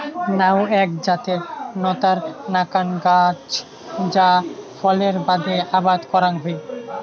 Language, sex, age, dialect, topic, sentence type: Bengali, male, 18-24, Rajbangshi, agriculture, statement